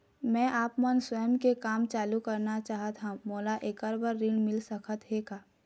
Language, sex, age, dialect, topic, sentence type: Chhattisgarhi, female, 36-40, Eastern, banking, question